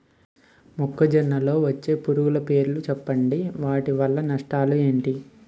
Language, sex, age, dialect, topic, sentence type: Telugu, male, 18-24, Utterandhra, agriculture, question